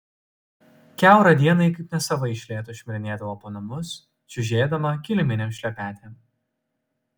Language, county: Lithuanian, Utena